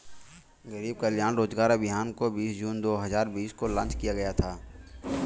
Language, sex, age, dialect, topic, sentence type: Hindi, male, 18-24, Kanauji Braj Bhasha, banking, statement